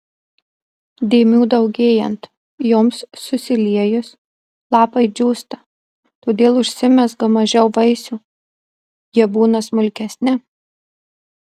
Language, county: Lithuanian, Marijampolė